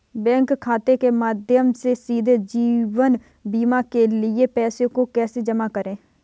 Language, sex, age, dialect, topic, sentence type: Hindi, female, 31-35, Kanauji Braj Bhasha, banking, question